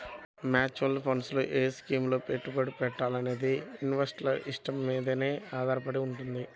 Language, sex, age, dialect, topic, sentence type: Telugu, male, 25-30, Central/Coastal, banking, statement